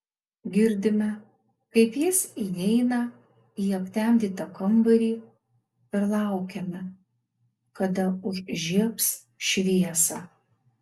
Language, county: Lithuanian, Alytus